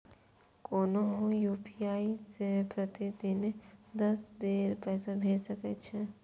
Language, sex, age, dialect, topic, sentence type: Maithili, female, 41-45, Eastern / Thethi, banking, statement